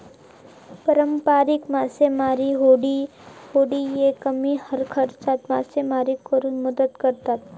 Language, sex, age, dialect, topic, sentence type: Marathi, female, 18-24, Southern Konkan, agriculture, statement